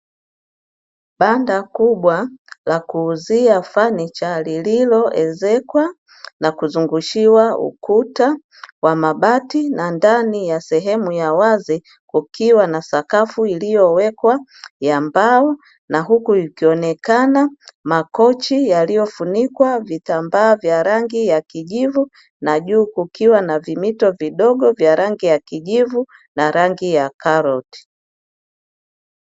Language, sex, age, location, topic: Swahili, female, 50+, Dar es Salaam, finance